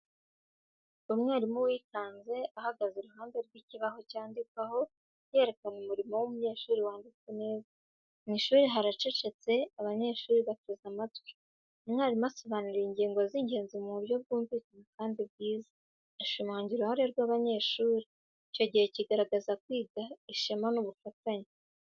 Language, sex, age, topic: Kinyarwanda, female, 18-24, education